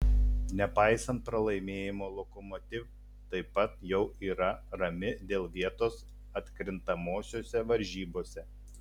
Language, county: Lithuanian, Telšiai